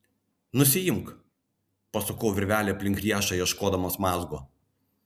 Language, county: Lithuanian, Vilnius